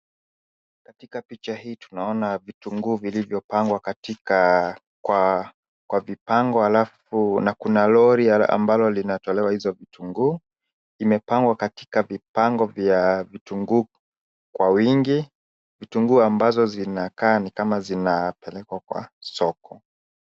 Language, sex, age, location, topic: Swahili, male, 25-35, Nakuru, finance